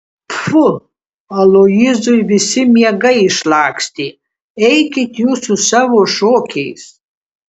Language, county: Lithuanian, Kaunas